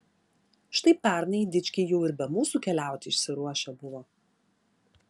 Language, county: Lithuanian, Klaipėda